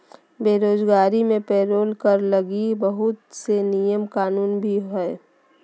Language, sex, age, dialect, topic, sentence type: Magahi, female, 36-40, Southern, banking, statement